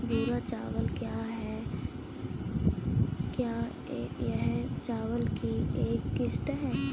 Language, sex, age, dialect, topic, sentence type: Hindi, female, 18-24, Kanauji Braj Bhasha, agriculture, question